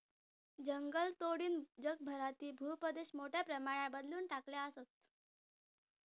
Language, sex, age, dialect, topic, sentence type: Marathi, female, 18-24, Southern Konkan, agriculture, statement